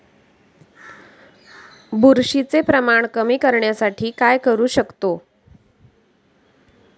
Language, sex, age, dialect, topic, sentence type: Marathi, female, 36-40, Standard Marathi, agriculture, question